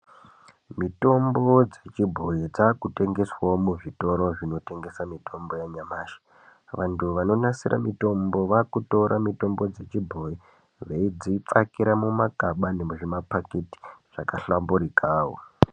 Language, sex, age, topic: Ndau, male, 18-24, health